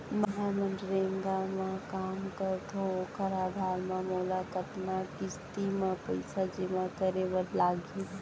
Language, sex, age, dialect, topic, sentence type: Chhattisgarhi, female, 25-30, Central, banking, question